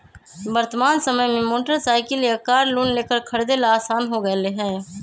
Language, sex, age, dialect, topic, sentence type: Magahi, male, 25-30, Western, banking, statement